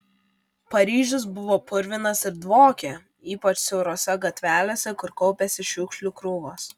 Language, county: Lithuanian, Vilnius